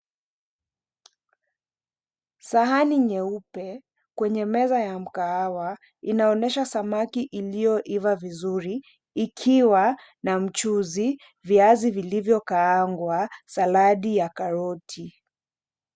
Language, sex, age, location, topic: Swahili, female, 25-35, Mombasa, agriculture